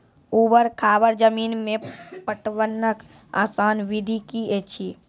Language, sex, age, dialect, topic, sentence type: Maithili, female, 31-35, Angika, agriculture, question